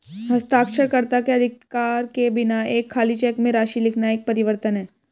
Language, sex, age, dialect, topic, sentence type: Hindi, female, 18-24, Hindustani Malvi Khadi Boli, banking, statement